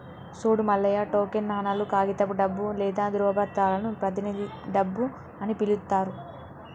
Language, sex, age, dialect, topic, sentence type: Telugu, female, 18-24, Telangana, banking, statement